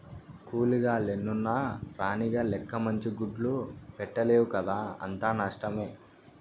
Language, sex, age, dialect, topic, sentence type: Telugu, male, 41-45, Southern, agriculture, statement